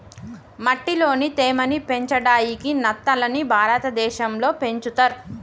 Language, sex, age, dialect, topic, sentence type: Telugu, female, 31-35, Telangana, agriculture, statement